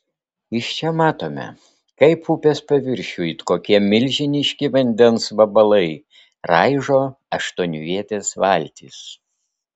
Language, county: Lithuanian, Vilnius